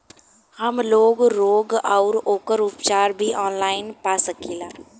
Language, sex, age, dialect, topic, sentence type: Bhojpuri, female, 18-24, Western, agriculture, question